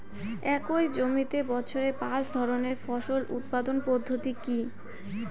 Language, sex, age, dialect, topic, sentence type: Bengali, female, 18-24, Rajbangshi, agriculture, question